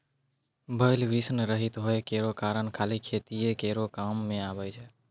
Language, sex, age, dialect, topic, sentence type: Maithili, male, 18-24, Angika, agriculture, statement